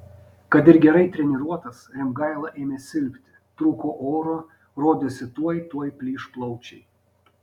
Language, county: Lithuanian, Panevėžys